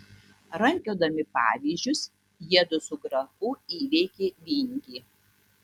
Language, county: Lithuanian, Tauragė